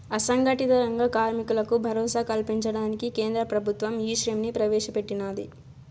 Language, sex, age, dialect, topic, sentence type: Telugu, female, 25-30, Southern, banking, statement